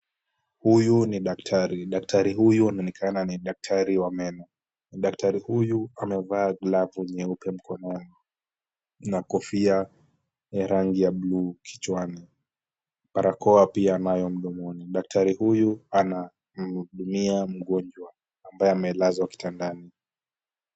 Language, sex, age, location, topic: Swahili, male, 18-24, Kisumu, health